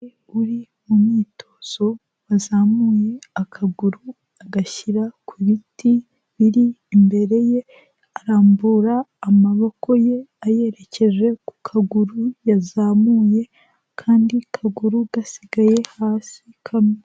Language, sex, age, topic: Kinyarwanda, female, 18-24, health